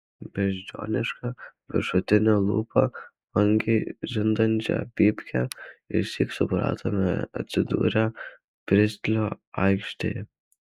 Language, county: Lithuanian, Alytus